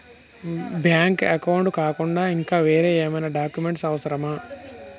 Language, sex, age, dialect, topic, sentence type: Telugu, male, 31-35, Telangana, banking, question